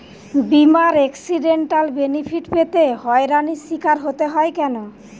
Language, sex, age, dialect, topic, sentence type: Bengali, female, 25-30, Western, banking, question